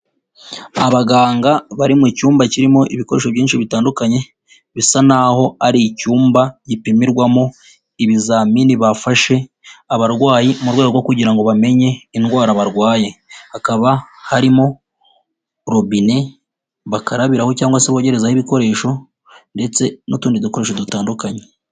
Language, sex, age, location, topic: Kinyarwanda, female, 36-49, Nyagatare, health